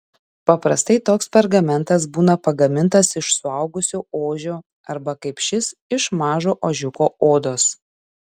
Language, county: Lithuanian, Šiauliai